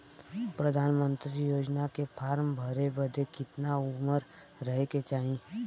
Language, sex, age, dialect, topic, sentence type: Bhojpuri, female, 18-24, Western, banking, question